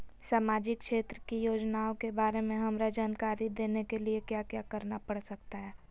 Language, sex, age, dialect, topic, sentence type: Magahi, female, 18-24, Southern, banking, question